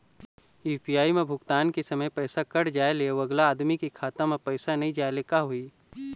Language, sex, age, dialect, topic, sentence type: Chhattisgarhi, male, 25-30, Eastern, banking, question